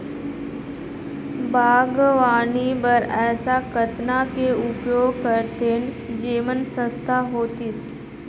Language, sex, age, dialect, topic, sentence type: Chhattisgarhi, female, 51-55, Northern/Bhandar, agriculture, question